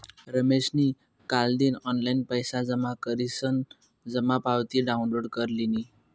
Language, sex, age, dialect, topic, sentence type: Marathi, male, 18-24, Northern Konkan, banking, statement